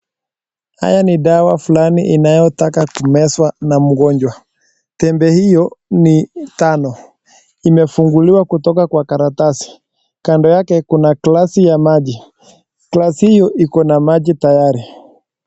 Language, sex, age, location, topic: Swahili, male, 18-24, Nakuru, health